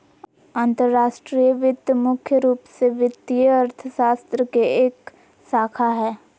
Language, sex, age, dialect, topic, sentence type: Magahi, female, 41-45, Southern, banking, statement